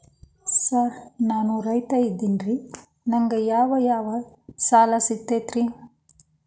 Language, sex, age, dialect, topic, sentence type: Kannada, female, 36-40, Dharwad Kannada, banking, question